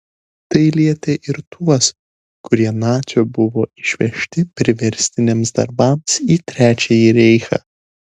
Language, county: Lithuanian, Šiauliai